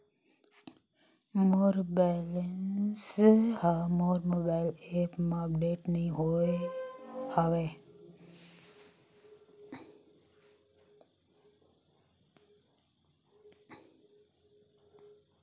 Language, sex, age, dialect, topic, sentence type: Chhattisgarhi, female, 60-100, Central, banking, statement